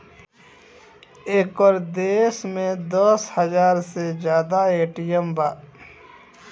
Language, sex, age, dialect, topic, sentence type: Bhojpuri, male, 31-35, Southern / Standard, banking, statement